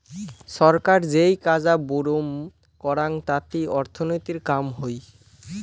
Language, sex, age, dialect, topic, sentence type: Bengali, male, <18, Rajbangshi, banking, statement